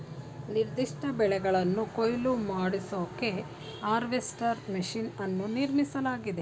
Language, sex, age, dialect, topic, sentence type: Kannada, female, 46-50, Mysore Kannada, agriculture, statement